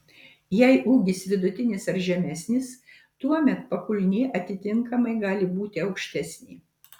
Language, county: Lithuanian, Marijampolė